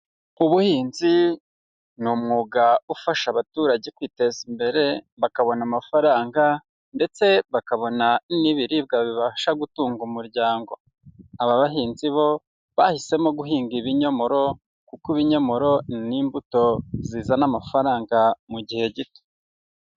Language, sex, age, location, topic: Kinyarwanda, male, 25-35, Huye, agriculture